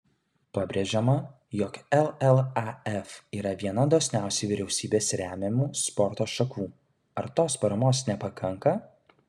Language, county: Lithuanian, Kaunas